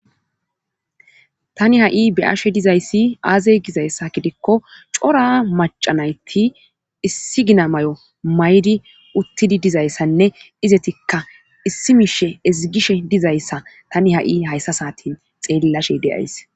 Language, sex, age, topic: Gamo, female, 25-35, government